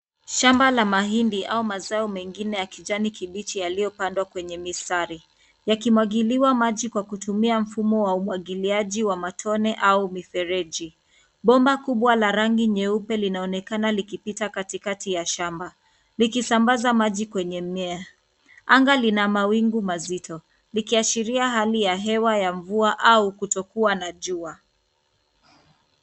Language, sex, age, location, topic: Swahili, female, 25-35, Nairobi, agriculture